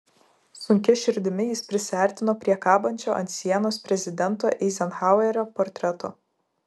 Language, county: Lithuanian, Vilnius